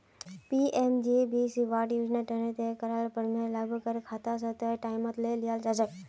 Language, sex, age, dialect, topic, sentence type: Magahi, female, 18-24, Northeastern/Surjapuri, banking, statement